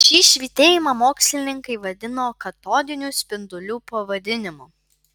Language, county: Lithuanian, Vilnius